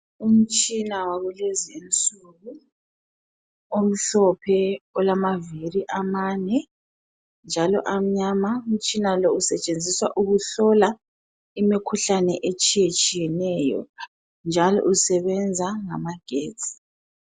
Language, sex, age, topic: North Ndebele, female, 25-35, health